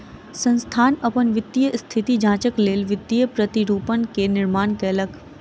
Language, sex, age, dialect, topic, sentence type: Maithili, female, 41-45, Southern/Standard, banking, statement